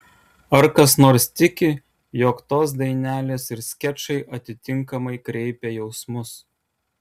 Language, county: Lithuanian, Kaunas